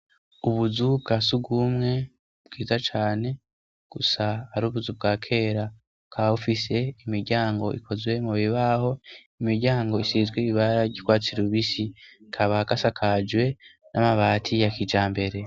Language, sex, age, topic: Rundi, male, 25-35, education